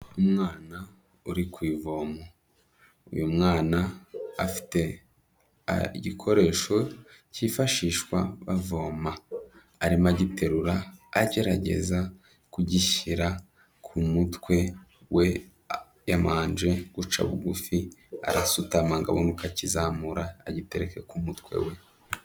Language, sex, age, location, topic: Kinyarwanda, male, 25-35, Kigali, health